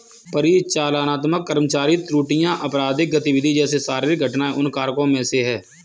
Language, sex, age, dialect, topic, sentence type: Hindi, male, 18-24, Kanauji Braj Bhasha, banking, statement